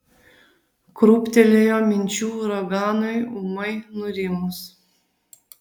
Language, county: Lithuanian, Vilnius